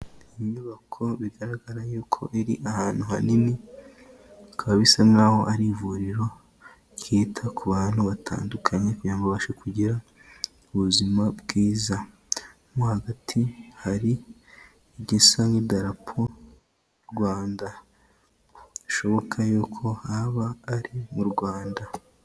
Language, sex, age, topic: Kinyarwanda, male, 18-24, health